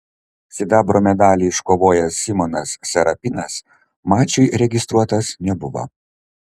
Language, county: Lithuanian, Kaunas